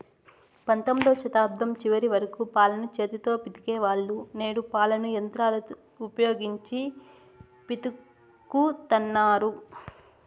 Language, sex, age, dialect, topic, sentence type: Telugu, female, 18-24, Southern, agriculture, statement